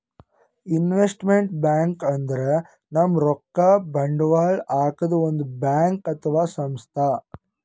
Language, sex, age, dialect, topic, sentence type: Kannada, female, 25-30, Northeastern, banking, statement